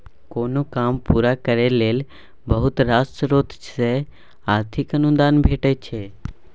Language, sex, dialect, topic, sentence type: Maithili, male, Bajjika, banking, statement